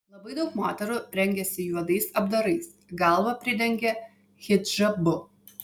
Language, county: Lithuanian, Vilnius